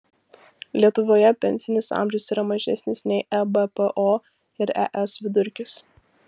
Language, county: Lithuanian, Vilnius